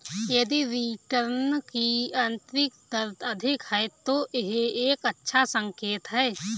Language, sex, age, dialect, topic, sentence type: Hindi, female, 18-24, Awadhi Bundeli, banking, statement